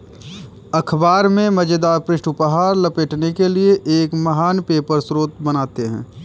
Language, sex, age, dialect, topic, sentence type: Hindi, male, 25-30, Kanauji Braj Bhasha, agriculture, statement